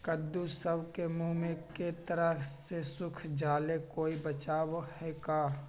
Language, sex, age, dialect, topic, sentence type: Magahi, male, 25-30, Western, agriculture, question